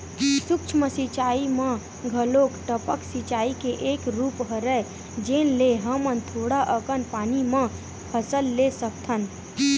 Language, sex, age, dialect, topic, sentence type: Chhattisgarhi, female, 18-24, Western/Budati/Khatahi, agriculture, statement